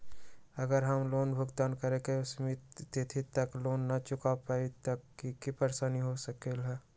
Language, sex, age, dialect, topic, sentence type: Magahi, male, 18-24, Western, banking, question